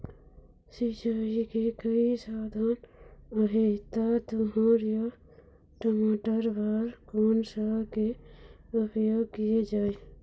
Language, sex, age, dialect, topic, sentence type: Chhattisgarhi, female, 51-55, Eastern, agriculture, question